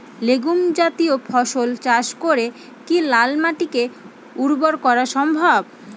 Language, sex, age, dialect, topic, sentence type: Bengali, female, 18-24, Northern/Varendri, agriculture, question